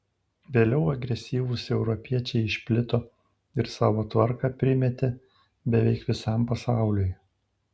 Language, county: Lithuanian, Panevėžys